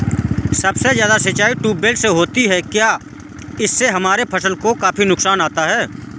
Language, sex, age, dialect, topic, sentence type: Hindi, male, 25-30, Awadhi Bundeli, agriculture, question